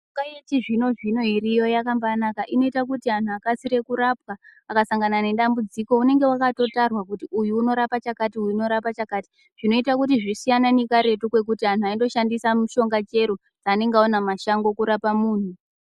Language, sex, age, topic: Ndau, female, 18-24, health